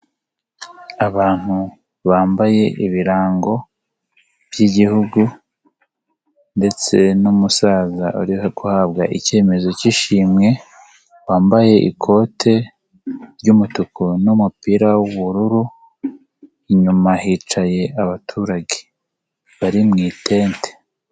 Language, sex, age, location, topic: Kinyarwanda, male, 18-24, Nyagatare, finance